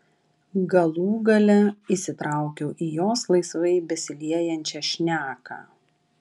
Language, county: Lithuanian, Vilnius